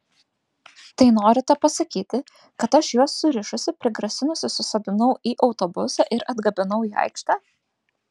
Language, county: Lithuanian, Vilnius